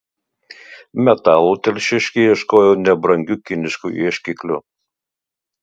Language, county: Lithuanian, Utena